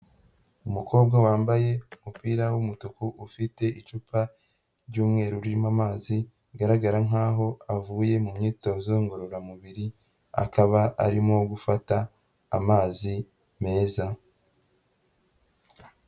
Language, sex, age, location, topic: Kinyarwanda, female, 25-35, Huye, health